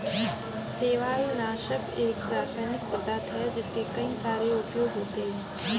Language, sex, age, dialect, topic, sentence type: Hindi, female, 18-24, Marwari Dhudhari, agriculture, statement